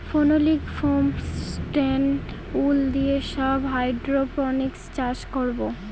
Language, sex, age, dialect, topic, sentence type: Bengali, female, 18-24, Northern/Varendri, agriculture, statement